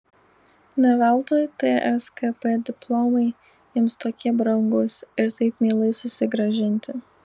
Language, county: Lithuanian, Alytus